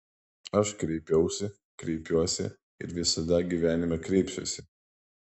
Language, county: Lithuanian, Vilnius